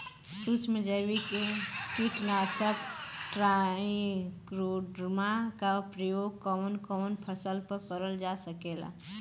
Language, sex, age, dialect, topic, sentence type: Bhojpuri, female, 18-24, Western, agriculture, question